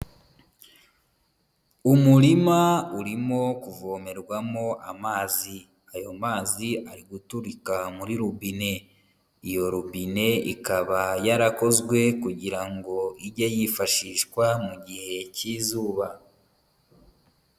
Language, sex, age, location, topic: Kinyarwanda, male, 25-35, Huye, agriculture